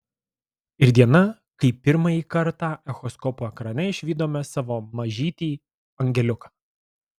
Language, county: Lithuanian, Alytus